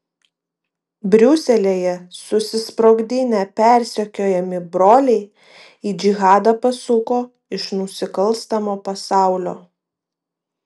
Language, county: Lithuanian, Vilnius